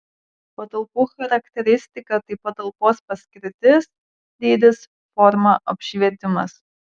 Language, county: Lithuanian, Marijampolė